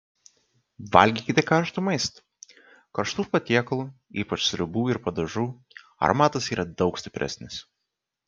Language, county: Lithuanian, Kaunas